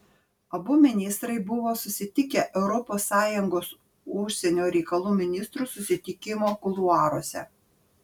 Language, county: Lithuanian, Panevėžys